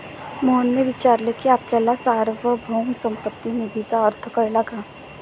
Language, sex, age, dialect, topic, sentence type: Marathi, male, 18-24, Standard Marathi, banking, statement